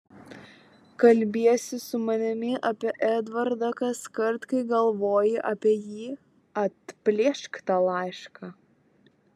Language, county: Lithuanian, Vilnius